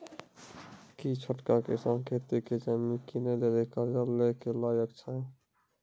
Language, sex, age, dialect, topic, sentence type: Maithili, male, 46-50, Angika, agriculture, statement